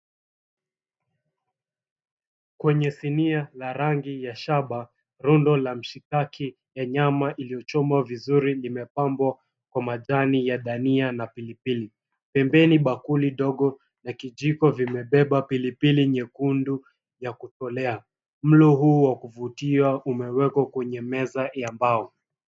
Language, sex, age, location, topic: Swahili, male, 25-35, Mombasa, agriculture